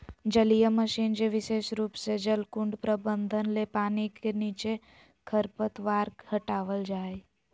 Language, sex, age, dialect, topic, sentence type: Magahi, female, 18-24, Southern, agriculture, statement